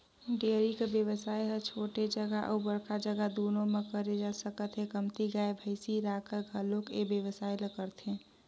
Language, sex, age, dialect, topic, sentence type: Chhattisgarhi, female, 18-24, Northern/Bhandar, agriculture, statement